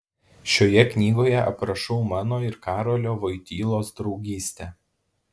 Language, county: Lithuanian, Alytus